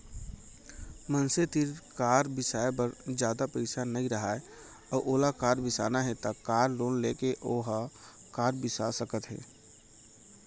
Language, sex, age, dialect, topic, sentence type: Chhattisgarhi, male, 25-30, Central, banking, statement